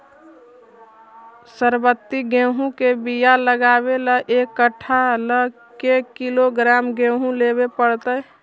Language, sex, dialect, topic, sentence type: Magahi, female, Central/Standard, agriculture, question